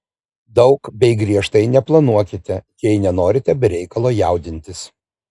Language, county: Lithuanian, Vilnius